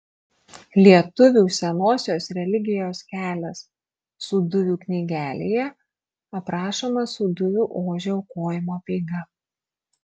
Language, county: Lithuanian, Marijampolė